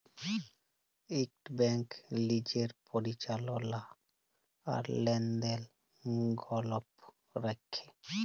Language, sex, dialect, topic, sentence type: Bengali, male, Jharkhandi, banking, statement